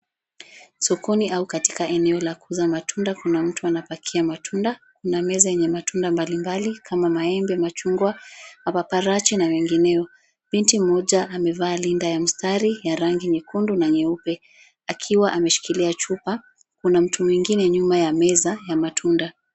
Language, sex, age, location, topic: Swahili, female, 36-49, Nairobi, finance